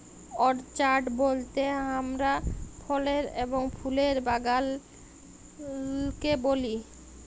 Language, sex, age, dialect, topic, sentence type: Bengali, female, 25-30, Jharkhandi, agriculture, statement